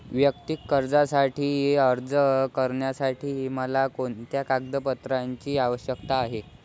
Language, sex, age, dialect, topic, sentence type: Marathi, male, 25-30, Varhadi, banking, statement